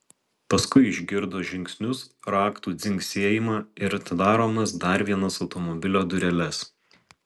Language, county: Lithuanian, Alytus